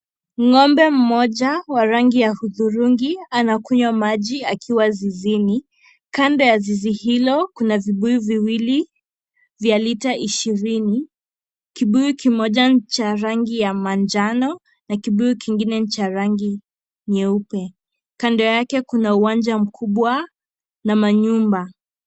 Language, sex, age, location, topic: Swahili, female, 25-35, Kisii, agriculture